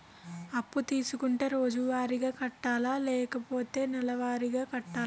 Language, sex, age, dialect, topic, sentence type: Telugu, female, 18-24, Utterandhra, banking, question